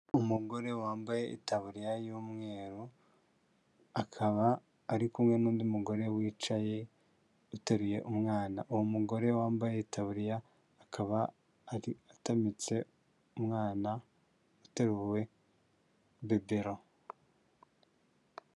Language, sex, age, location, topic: Kinyarwanda, male, 18-24, Huye, health